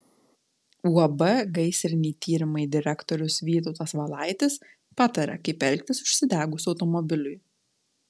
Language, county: Lithuanian, Telšiai